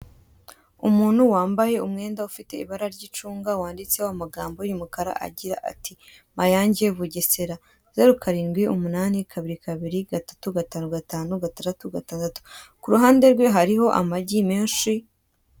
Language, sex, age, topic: Kinyarwanda, female, 18-24, finance